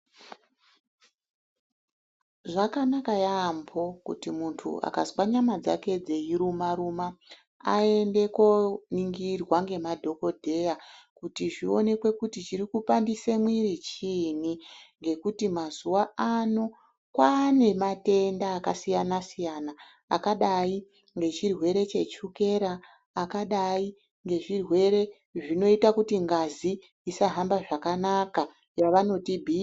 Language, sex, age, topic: Ndau, female, 36-49, health